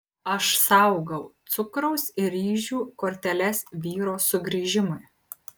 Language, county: Lithuanian, Kaunas